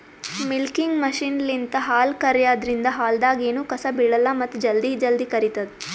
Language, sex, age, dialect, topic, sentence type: Kannada, female, 18-24, Northeastern, agriculture, statement